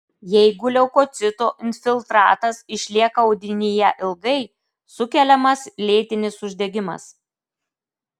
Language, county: Lithuanian, Klaipėda